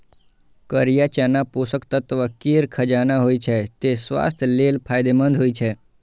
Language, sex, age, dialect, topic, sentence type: Maithili, male, 51-55, Eastern / Thethi, agriculture, statement